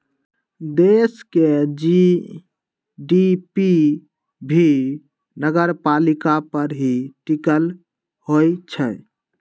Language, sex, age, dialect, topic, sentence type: Magahi, male, 18-24, Western, banking, statement